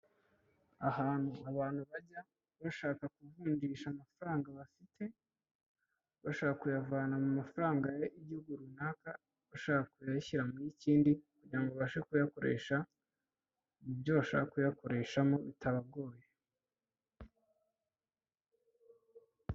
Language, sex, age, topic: Kinyarwanda, male, 25-35, finance